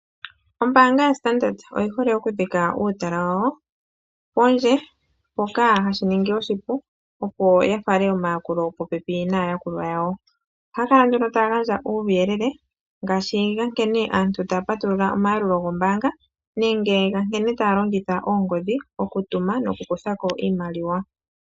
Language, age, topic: Oshiwambo, 36-49, finance